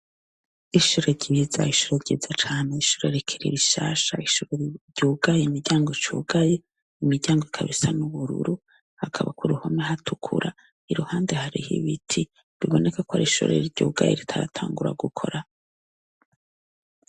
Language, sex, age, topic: Rundi, female, 36-49, education